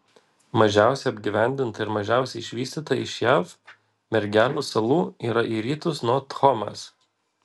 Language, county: Lithuanian, Vilnius